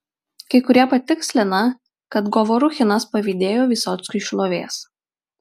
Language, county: Lithuanian, Marijampolė